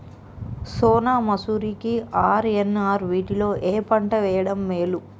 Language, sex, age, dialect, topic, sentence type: Telugu, male, 31-35, Telangana, agriculture, question